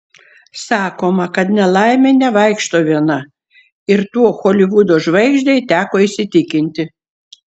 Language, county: Lithuanian, Šiauliai